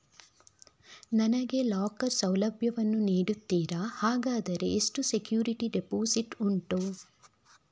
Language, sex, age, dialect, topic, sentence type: Kannada, female, 36-40, Coastal/Dakshin, banking, question